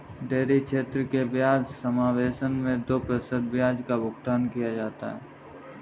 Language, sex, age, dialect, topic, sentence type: Hindi, male, 18-24, Kanauji Braj Bhasha, agriculture, statement